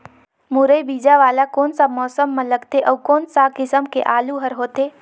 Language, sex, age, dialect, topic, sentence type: Chhattisgarhi, female, 18-24, Northern/Bhandar, agriculture, question